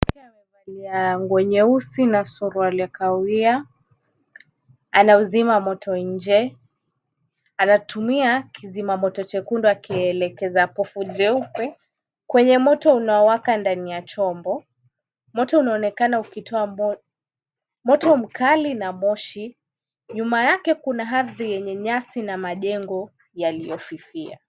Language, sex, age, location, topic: Swahili, female, 18-24, Kisumu, health